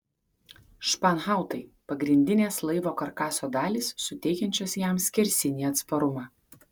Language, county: Lithuanian, Kaunas